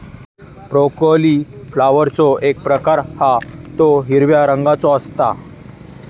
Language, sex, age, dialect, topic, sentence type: Marathi, male, 18-24, Southern Konkan, agriculture, statement